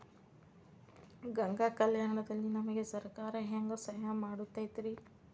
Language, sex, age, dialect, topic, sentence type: Kannada, female, 25-30, Dharwad Kannada, agriculture, question